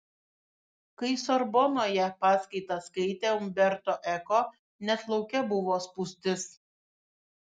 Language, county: Lithuanian, Šiauliai